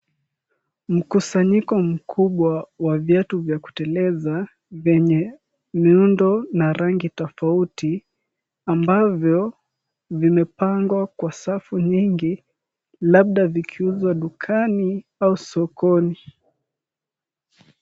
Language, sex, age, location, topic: Swahili, male, 18-24, Kisumu, finance